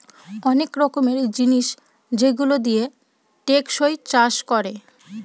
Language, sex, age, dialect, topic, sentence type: Bengali, female, 25-30, Northern/Varendri, agriculture, statement